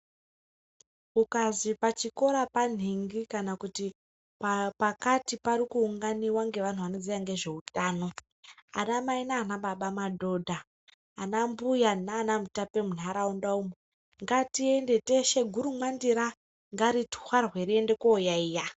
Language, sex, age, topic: Ndau, female, 36-49, health